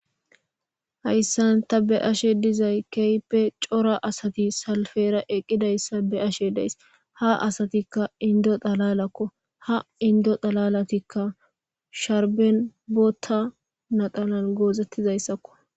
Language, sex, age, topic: Gamo, male, 18-24, government